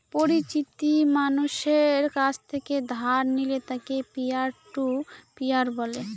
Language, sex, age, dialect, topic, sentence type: Bengali, female, 18-24, Northern/Varendri, banking, statement